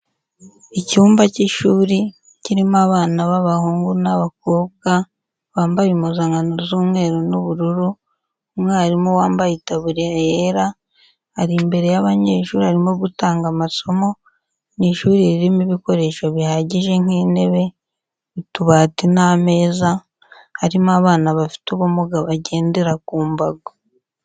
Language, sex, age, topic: Kinyarwanda, female, 25-35, education